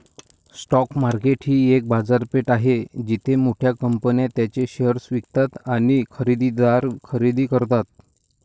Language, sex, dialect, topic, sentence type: Marathi, male, Varhadi, banking, statement